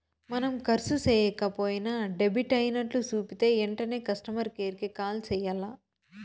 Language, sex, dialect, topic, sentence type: Telugu, female, Southern, banking, statement